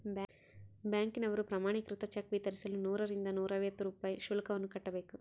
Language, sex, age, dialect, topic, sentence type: Kannada, female, 18-24, Central, banking, statement